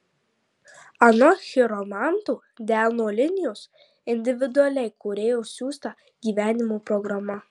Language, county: Lithuanian, Marijampolė